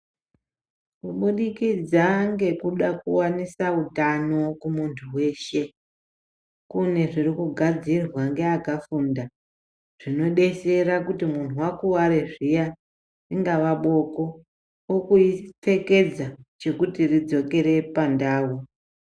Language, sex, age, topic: Ndau, male, 25-35, health